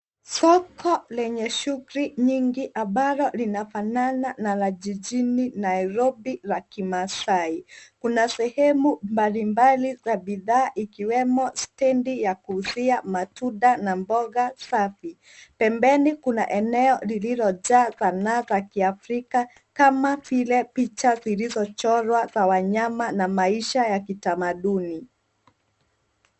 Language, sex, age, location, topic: Swahili, female, 25-35, Nairobi, finance